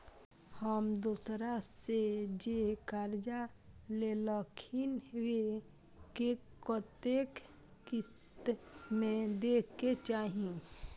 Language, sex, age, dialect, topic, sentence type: Maithili, female, 25-30, Eastern / Thethi, banking, question